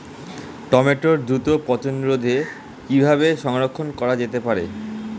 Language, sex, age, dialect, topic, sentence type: Bengali, male, <18, Standard Colloquial, agriculture, question